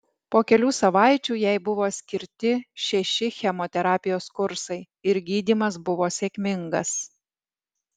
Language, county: Lithuanian, Alytus